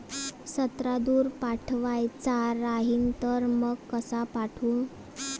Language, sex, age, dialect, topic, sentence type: Marathi, female, 18-24, Varhadi, agriculture, question